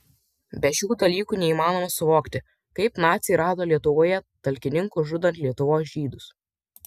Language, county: Lithuanian, Vilnius